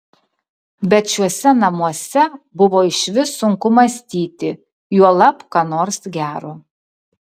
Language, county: Lithuanian, Kaunas